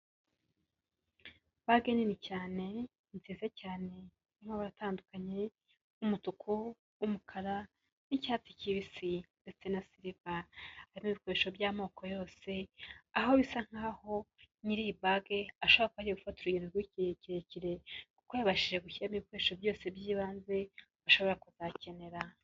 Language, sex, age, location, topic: Kinyarwanda, female, 25-35, Kigali, health